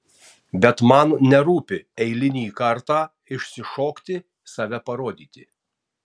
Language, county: Lithuanian, Tauragė